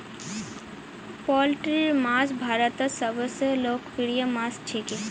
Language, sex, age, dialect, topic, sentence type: Magahi, female, 25-30, Northeastern/Surjapuri, agriculture, statement